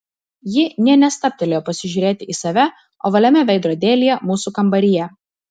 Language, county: Lithuanian, Vilnius